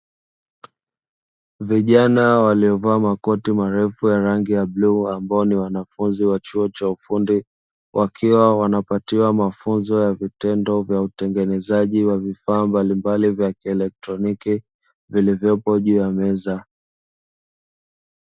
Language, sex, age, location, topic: Swahili, male, 25-35, Dar es Salaam, education